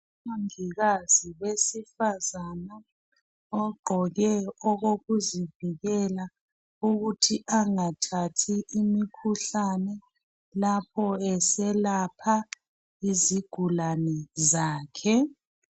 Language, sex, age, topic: North Ndebele, female, 36-49, health